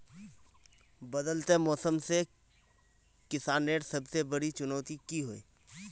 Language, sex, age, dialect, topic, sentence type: Magahi, male, 25-30, Northeastern/Surjapuri, agriculture, question